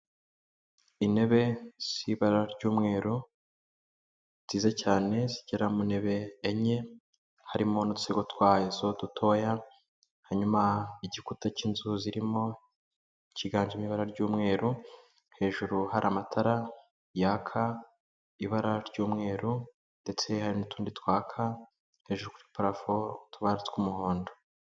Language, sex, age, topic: Kinyarwanda, male, 18-24, finance